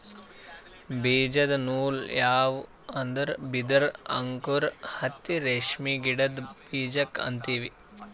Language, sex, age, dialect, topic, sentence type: Kannada, male, 18-24, Northeastern, agriculture, statement